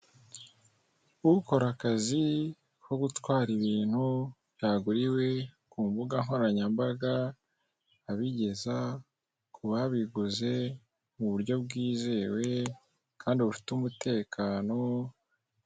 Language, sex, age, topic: Kinyarwanda, male, 18-24, finance